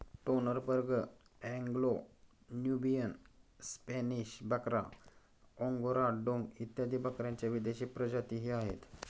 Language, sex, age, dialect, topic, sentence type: Marathi, male, 46-50, Standard Marathi, agriculture, statement